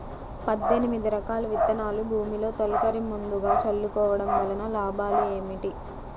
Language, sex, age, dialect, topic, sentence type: Telugu, female, 60-100, Central/Coastal, agriculture, question